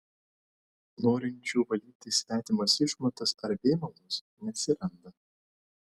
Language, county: Lithuanian, Vilnius